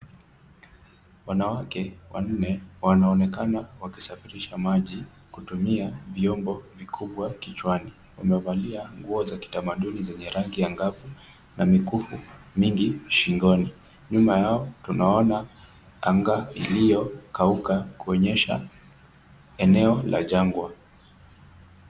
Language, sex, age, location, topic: Swahili, male, 18-24, Kisumu, health